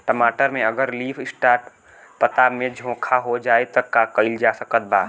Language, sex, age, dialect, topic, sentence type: Bhojpuri, male, 18-24, Southern / Standard, agriculture, question